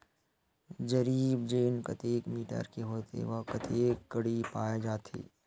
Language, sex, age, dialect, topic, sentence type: Chhattisgarhi, male, 25-30, Western/Budati/Khatahi, agriculture, question